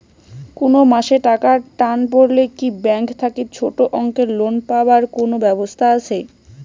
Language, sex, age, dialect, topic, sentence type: Bengali, female, 18-24, Rajbangshi, banking, question